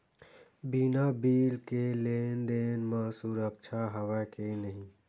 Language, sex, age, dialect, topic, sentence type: Chhattisgarhi, male, 18-24, Western/Budati/Khatahi, banking, question